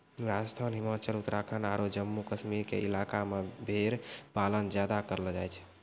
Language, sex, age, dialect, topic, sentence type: Maithili, male, 18-24, Angika, agriculture, statement